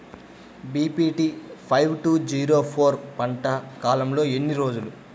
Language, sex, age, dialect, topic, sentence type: Telugu, male, 18-24, Central/Coastal, agriculture, question